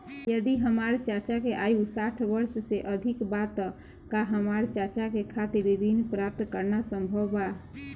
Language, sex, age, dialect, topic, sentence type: Bhojpuri, female, 25-30, Southern / Standard, banking, statement